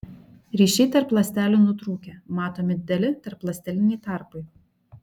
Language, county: Lithuanian, Šiauliai